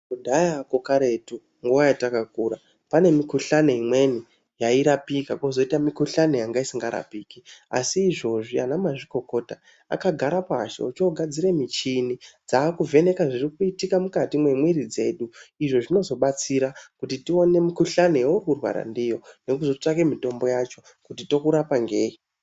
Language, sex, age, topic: Ndau, male, 18-24, health